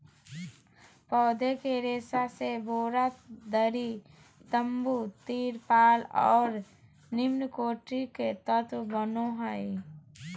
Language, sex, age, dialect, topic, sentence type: Magahi, female, 31-35, Southern, agriculture, statement